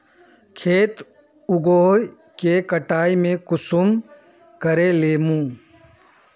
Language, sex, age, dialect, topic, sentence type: Magahi, male, 41-45, Northeastern/Surjapuri, agriculture, question